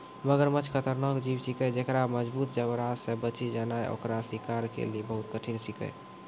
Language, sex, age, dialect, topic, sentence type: Maithili, male, 18-24, Angika, agriculture, statement